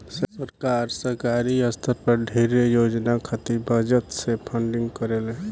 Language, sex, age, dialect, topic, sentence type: Bhojpuri, male, 18-24, Southern / Standard, banking, statement